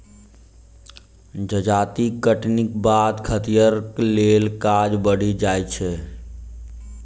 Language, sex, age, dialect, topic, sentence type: Maithili, male, 25-30, Southern/Standard, agriculture, statement